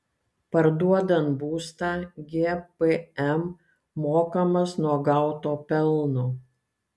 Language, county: Lithuanian, Kaunas